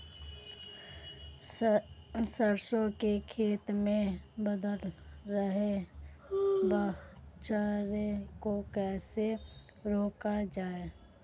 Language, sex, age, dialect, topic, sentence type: Hindi, female, 25-30, Marwari Dhudhari, agriculture, question